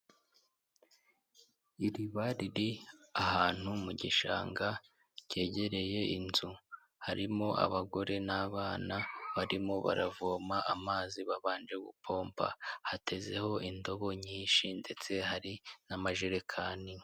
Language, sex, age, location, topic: Kinyarwanda, male, 18-24, Huye, health